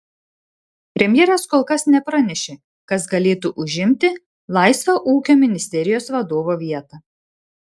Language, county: Lithuanian, Šiauliai